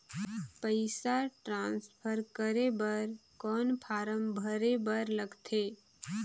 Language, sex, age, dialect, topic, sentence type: Chhattisgarhi, female, 25-30, Northern/Bhandar, banking, question